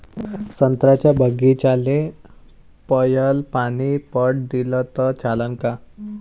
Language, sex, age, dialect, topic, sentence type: Marathi, male, 18-24, Varhadi, agriculture, question